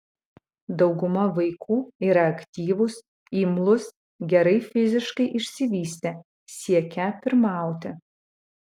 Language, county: Lithuanian, Utena